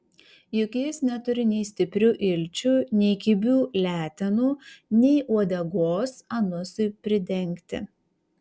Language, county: Lithuanian, Kaunas